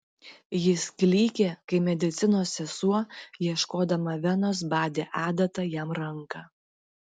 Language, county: Lithuanian, Klaipėda